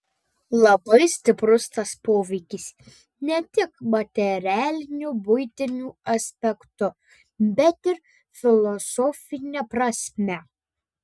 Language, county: Lithuanian, Panevėžys